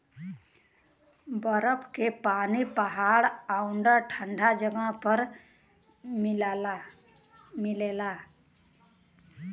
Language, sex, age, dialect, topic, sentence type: Bhojpuri, female, 31-35, Western, agriculture, statement